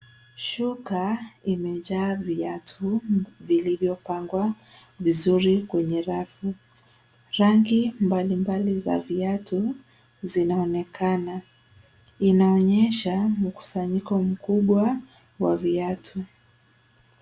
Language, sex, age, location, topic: Swahili, female, 25-35, Nairobi, finance